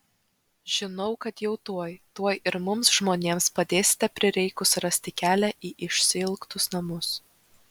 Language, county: Lithuanian, Vilnius